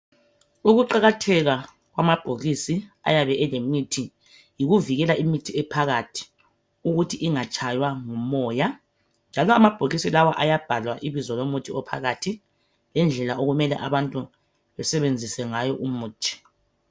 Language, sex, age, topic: North Ndebele, female, 25-35, health